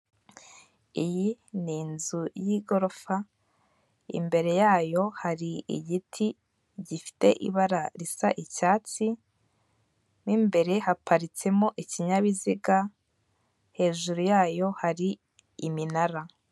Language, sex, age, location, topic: Kinyarwanda, female, 18-24, Kigali, government